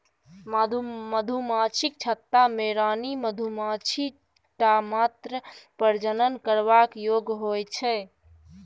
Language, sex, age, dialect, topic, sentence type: Maithili, male, 41-45, Bajjika, agriculture, statement